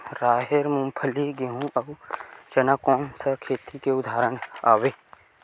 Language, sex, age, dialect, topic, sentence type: Chhattisgarhi, male, 18-24, Western/Budati/Khatahi, agriculture, question